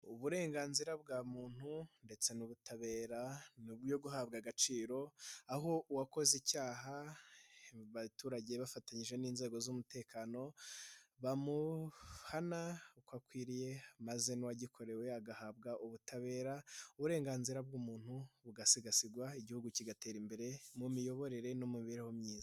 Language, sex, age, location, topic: Kinyarwanda, male, 25-35, Nyagatare, government